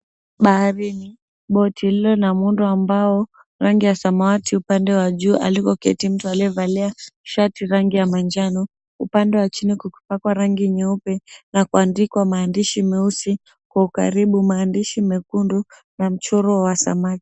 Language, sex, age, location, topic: Swahili, female, 18-24, Mombasa, government